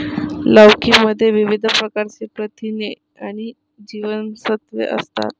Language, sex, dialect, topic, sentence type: Marathi, female, Varhadi, agriculture, statement